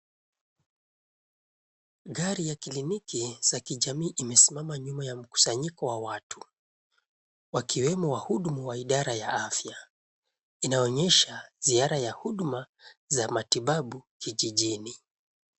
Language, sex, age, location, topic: Swahili, male, 25-35, Nairobi, health